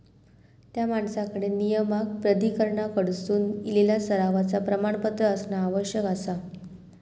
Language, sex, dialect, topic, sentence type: Marathi, female, Southern Konkan, banking, statement